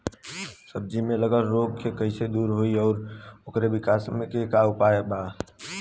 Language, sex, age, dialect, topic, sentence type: Bhojpuri, male, 18-24, Western, agriculture, question